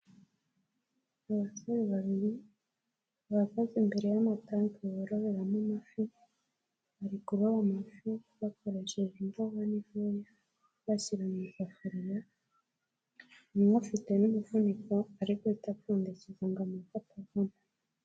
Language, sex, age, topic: Kinyarwanda, female, 18-24, agriculture